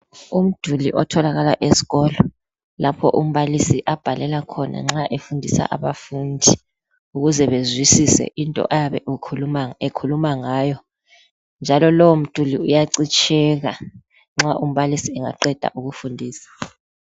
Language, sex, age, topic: North Ndebele, female, 50+, education